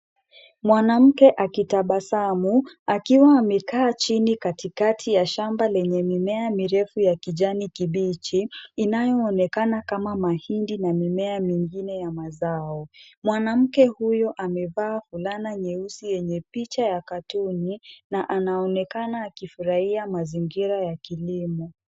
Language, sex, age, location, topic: Swahili, female, 25-35, Kisumu, agriculture